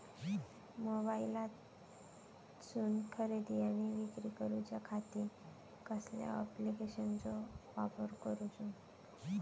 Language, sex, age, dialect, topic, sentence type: Marathi, female, 25-30, Southern Konkan, agriculture, question